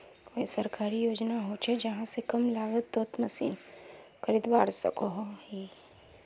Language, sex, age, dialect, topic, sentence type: Magahi, female, 31-35, Northeastern/Surjapuri, agriculture, question